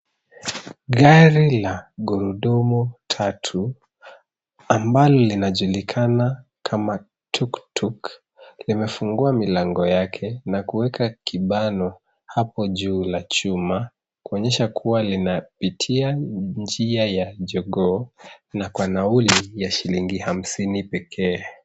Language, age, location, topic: Swahili, 25-35, Nairobi, government